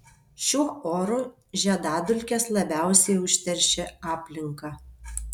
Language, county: Lithuanian, Vilnius